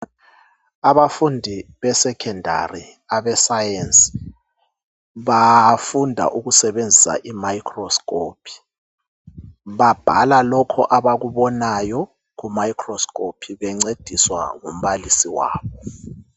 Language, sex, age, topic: North Ndebele, male, 36-49, education